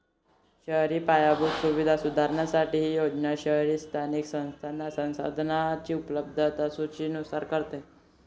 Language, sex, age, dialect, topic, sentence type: Marathi, male, 18-24, Varhadi, banking, statement